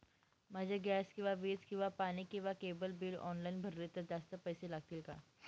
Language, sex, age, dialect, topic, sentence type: Marathi, male, 18-24, Northern Konkan, banking, question